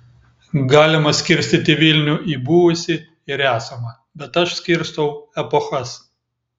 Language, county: Lithuanian, Klaipėda